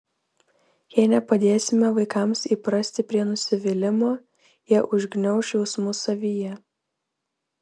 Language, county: Lithuanian, Vilnius